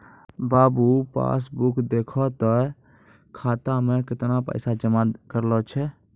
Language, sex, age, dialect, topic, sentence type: Maithili, male, 56-60, Angika, banking, statement